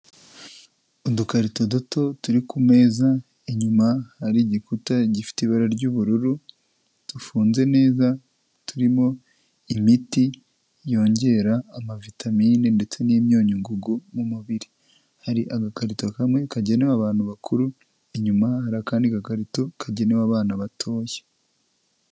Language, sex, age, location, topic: Kinyarwanda, male, 25-35, Kigali, health